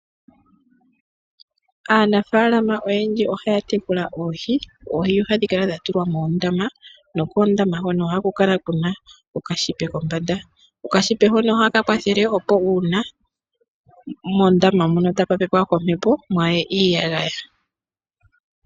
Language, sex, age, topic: Oshiwambo, female, 25-35, agriculture